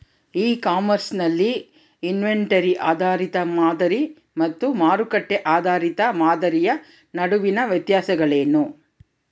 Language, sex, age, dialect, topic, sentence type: Kannada, female, 31-35, Central, agriculture, question